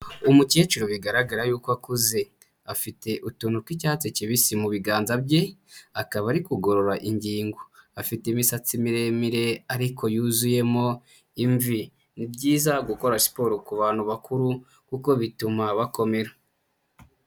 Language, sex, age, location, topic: Kinyarwanda, male, 25-35, Huye, health